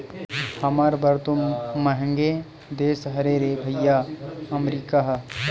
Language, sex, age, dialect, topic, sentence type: Chhattisgarhi, male, 18-24, Western/Budati/Khatahi, banking, statement